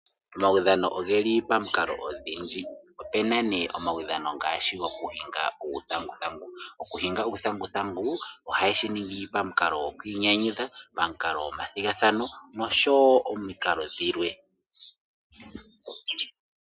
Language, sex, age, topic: Oshiwambo, male, 18-24, finance